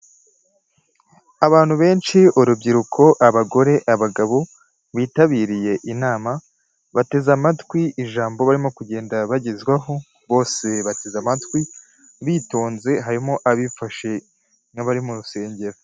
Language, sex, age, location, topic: Kinyarwanda, male, 18-24, Huye, health